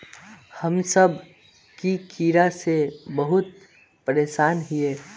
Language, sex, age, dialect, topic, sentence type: Magahi, male, 46-50, Northeastern/Surjapuri, agriculture, question